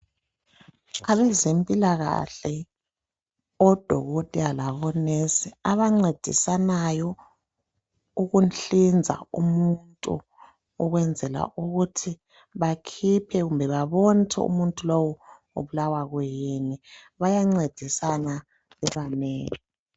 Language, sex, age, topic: North Ndebele, male, 25-35, health